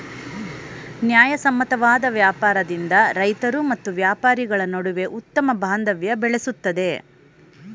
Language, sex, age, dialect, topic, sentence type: Kannada, female, 41-45, Mysore Kannada, banking, statement